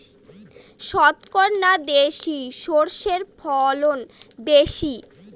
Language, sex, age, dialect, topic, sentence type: Bengali, female, 60-100, Northern/Varendri, agriculture, question